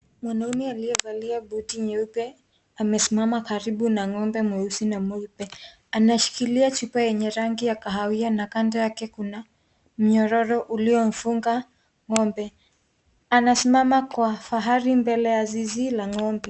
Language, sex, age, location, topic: Swahili, female, 18-24, Kisii, agriculture